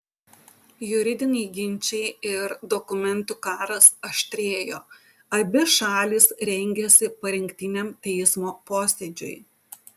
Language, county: Lithuanian, Utena